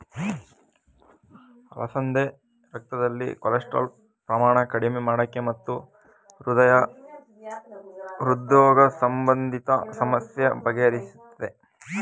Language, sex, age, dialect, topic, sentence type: Kannada, male, 18-24, Mysore Kannada, agriculture, statement